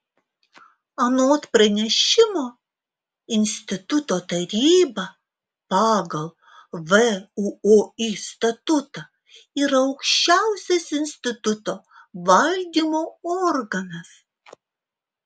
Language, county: Lithuanian, Alytus